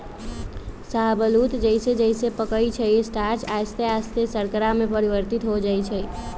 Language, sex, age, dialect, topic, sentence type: Magahi, female, 31-35, Western, agriculture, statement